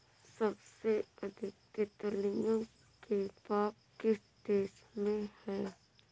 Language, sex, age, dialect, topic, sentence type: Hindi, female, 36-40, Awadhi Bundeli, agriculture, statement